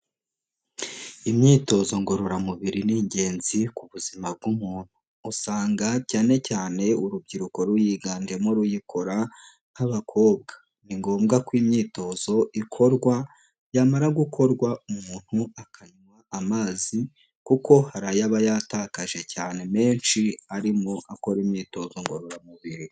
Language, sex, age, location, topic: Kinyarwanda, male, 18-24, Huye, health